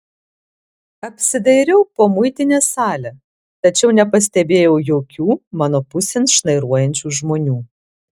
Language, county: Lithuanian, Alytus